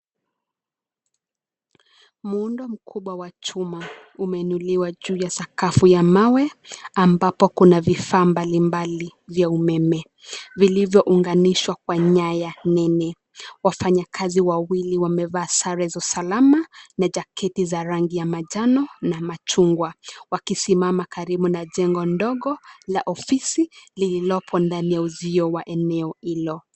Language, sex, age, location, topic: Swahili, female, 25-35, Nairobi, government